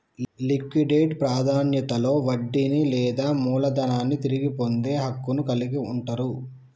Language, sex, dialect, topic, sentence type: Telugu, male, Telangana, banking, statement